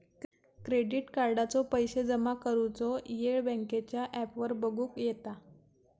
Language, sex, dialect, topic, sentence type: Marathi, female, Southern Konkan, banking, statement